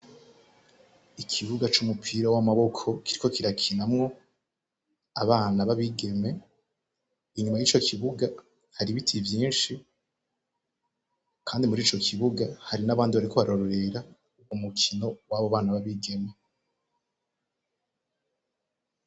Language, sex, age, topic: Rundi, male, 18-24, education